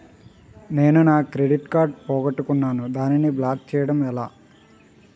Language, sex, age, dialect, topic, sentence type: Telugu, male, 18-24, Utterandhra, banking, question